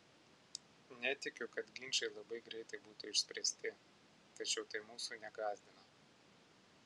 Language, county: Lithuanian, Vilnius